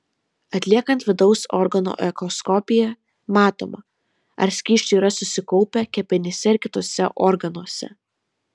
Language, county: Lithuanian, Vilnius